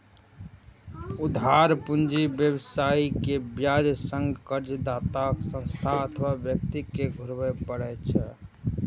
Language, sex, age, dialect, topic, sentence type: Maithili, male, 18-24, Eastern / Thethi, banking, statement